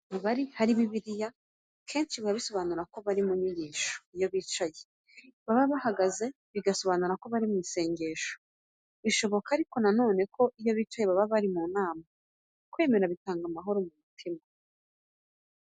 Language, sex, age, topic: Kinyarwanda, female, 25-35, education